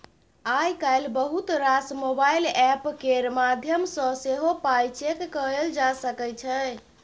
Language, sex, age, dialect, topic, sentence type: Maithili, female, 31-35, Bajjika, banking, statement